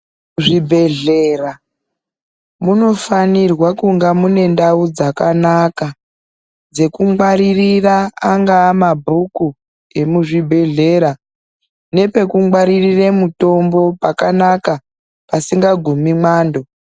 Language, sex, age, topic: Ndau, female, 36-49, health